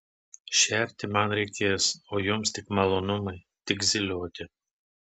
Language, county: Lithuanian, Telšiai